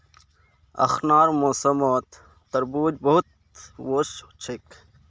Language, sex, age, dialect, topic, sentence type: Magahi, male, 51-55, Northeastern/Surjapuri, agriculture, statement